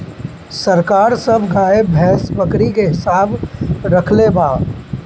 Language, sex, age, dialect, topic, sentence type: Bhojpuri, male, 31-35, Northern, agriculture, statement